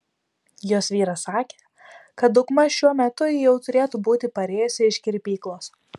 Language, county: Lithuanian, Vilnius